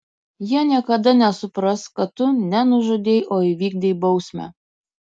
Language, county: Lithuanian, Kaunas